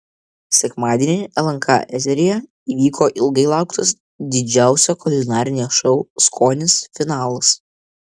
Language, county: Lithuanian, Vilnius